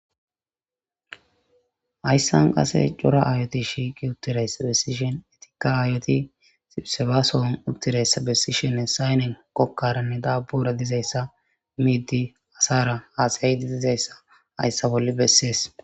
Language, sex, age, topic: Gamo, female, 25-35, government